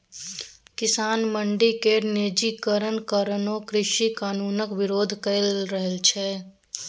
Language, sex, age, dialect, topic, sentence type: Maithili, female, 18-24, Bajjika, agriculture, statement